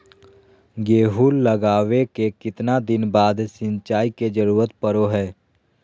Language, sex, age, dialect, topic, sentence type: Magahi, male, 18-24, Southern, agriculture, question